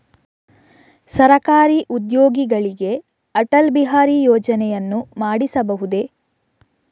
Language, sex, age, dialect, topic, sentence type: Kannada, female, 56-60, Coastal/Dakshin, banking, question